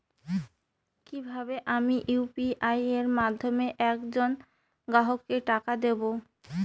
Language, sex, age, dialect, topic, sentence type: Bengali, female, 25-30, Rajbangshi, banking, question